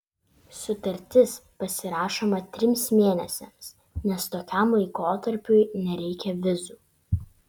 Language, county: Lithuanian, Vilnius